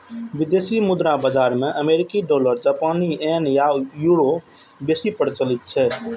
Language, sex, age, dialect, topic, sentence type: Maithili, male, 25-30, Eastern / Thethi, banking, statement